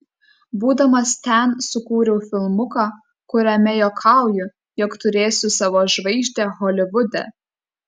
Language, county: Lithuanian, Kaunas